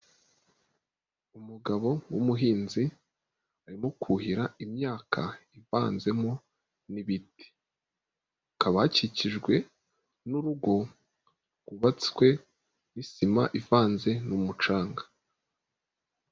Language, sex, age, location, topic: Kinyarwanda, female, 36-49, Nyagatare, agriculture